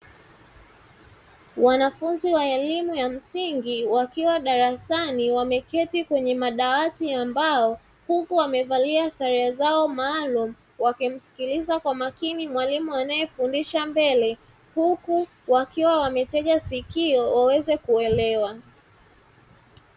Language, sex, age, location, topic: Swahili, male, 25-35, Dar es Salaam, education